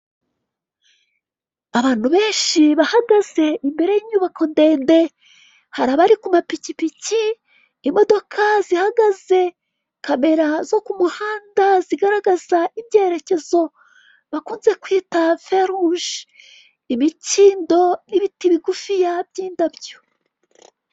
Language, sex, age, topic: Kinyarwanda, female, 36-49, government